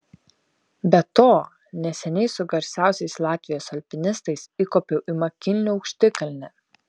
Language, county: Lithuanian, Šiauliai